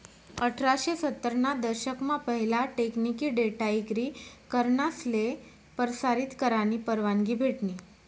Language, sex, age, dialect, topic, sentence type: Marathi, female, 25-30, Northern Konkan, banking, statement